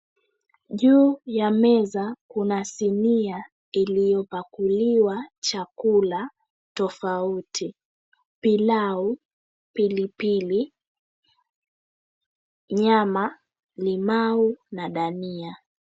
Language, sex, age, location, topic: Swahili, female, 36-49, Mombasa, agriculture